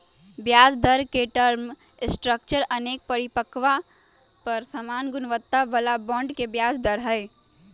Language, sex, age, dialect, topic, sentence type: Magahi, female, 18-24, Western, banking, statement